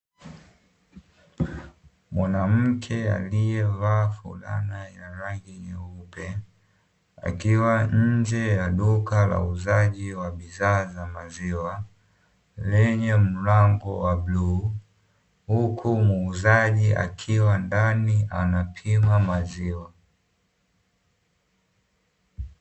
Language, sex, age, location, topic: Swahili, male, 18-24, Dar es Salaam, finance